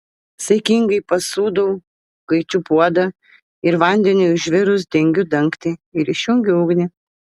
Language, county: Lithuanian, Vilnius